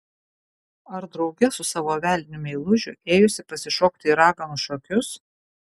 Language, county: Lithuanian, Kaunas